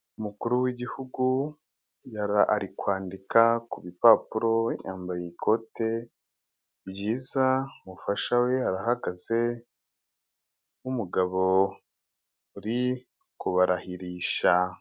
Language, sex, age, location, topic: Kinyarwanda, male, 25-35, Kigali, government